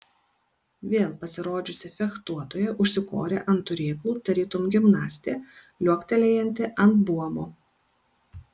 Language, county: Lithuanian, Kaunas